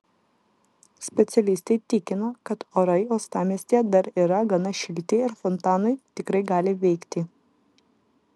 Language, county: Lithuanian, Vilnius